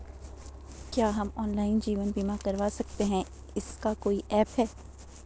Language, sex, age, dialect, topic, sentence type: Hindi, female, 18-24, Garhwali, banking, question